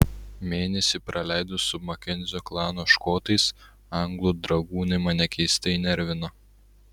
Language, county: Lithuanian, Utena